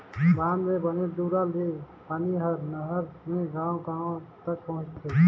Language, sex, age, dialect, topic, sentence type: Chhattisgarhi, male, 25-30, Northern/Bhandar, agriculture, statement